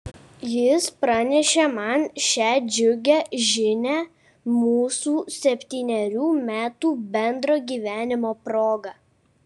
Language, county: Lithuanian, Kaunas